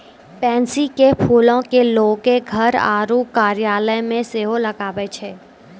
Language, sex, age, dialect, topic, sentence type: Maithili, female, 18-24, Angika, agriculture, statement